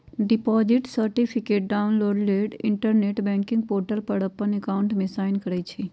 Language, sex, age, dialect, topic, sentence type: Magahi, female, 51-55, Western, banking, statement